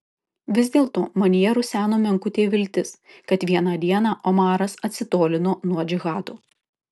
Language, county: Lithuanian, Kaunas